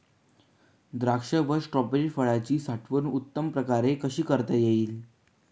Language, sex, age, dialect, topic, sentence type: Marathi, male, 18-24, Northern Konkan, agriculture, question